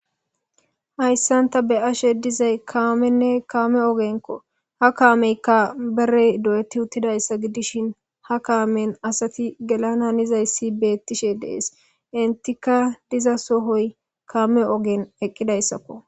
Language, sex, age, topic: Gamo, male, 18-24, government